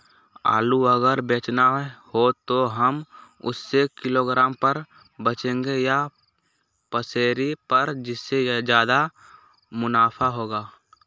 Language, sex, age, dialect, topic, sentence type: Magahi, male, 18-24, Western, agriculture, question